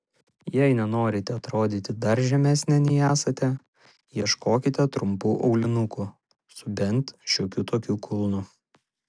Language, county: Lithuanian, Šiauliai